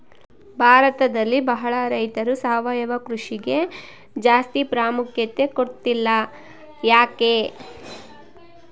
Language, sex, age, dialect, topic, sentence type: Kannada, female, 56-60, Central, agriculture, question